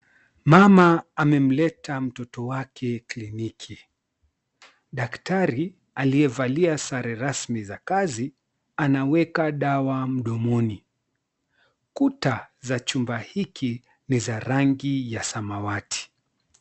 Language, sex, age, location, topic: Swahili, male, 36-49, Mombasa, health